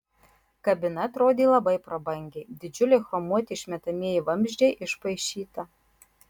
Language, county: Lithuanian, Marijampolė